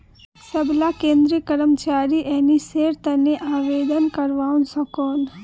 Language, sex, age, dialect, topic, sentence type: Magahi, female, 18-24, Northeastern/Surjapuri, banking, statement